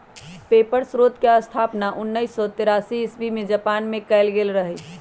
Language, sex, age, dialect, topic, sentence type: Magahi, male, 18-24, Western, agriculture, statement